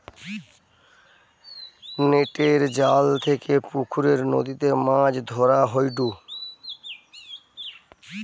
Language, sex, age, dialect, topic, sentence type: Bengali, male, 60-100, Western, agriculture, statement